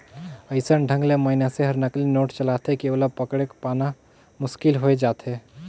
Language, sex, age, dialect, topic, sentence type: Chhattisgarhi, male, 18-24, Northern/Bhandar, banking, statement